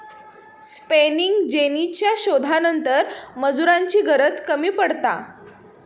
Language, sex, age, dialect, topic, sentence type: Marathi, female, 18-24, Southern Konkan, agriculture, statement